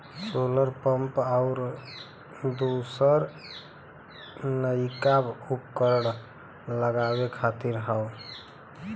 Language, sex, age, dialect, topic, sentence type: Bhojpuri, female, 31-35, Western, agriculture, statement